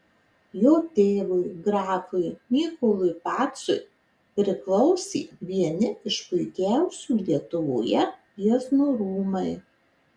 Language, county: Lithuanian, Marijampolė